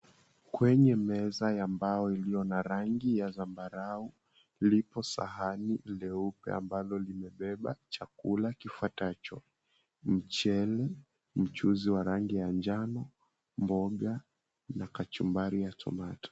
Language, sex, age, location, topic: Swahili, male, 18-24, Mombasa, agriculture